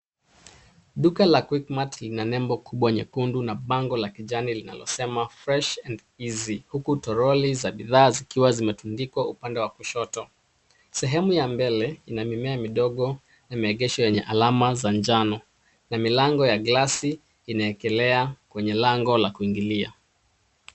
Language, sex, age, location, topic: Swahili, male, 36-49, Nairobi, finance